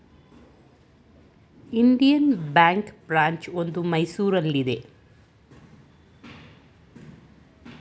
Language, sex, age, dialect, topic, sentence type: Kannada, female, 46-50, Mysore Kannada, banking, statement